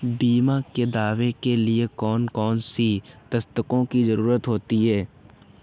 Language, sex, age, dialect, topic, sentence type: Hindi, male, 25-30, Awadhi Bundeli, banking, question